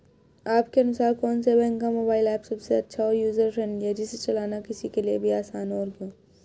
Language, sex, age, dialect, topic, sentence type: Hindi, female, 18-24, Hindustani Malvi Khadi Boli, banking, question